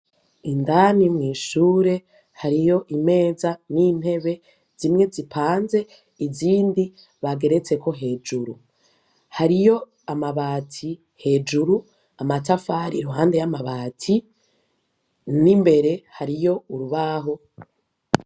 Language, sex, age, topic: Rundi, female, 18-24, education